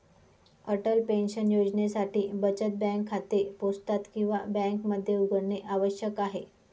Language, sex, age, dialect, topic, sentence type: Marathi, female, 25-30, Northern Konkan, banking, statement